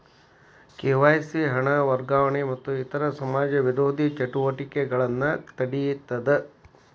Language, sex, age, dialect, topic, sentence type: Kannada, male, 60-100, Dharwad Kannada, banking, statement